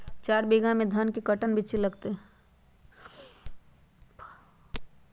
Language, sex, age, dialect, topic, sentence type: Magahi, female, 41-45, Western, agriculture, question